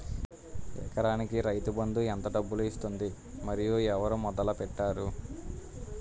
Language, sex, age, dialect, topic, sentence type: Telugu, male, 18-24, Utterandhra, agriculture, question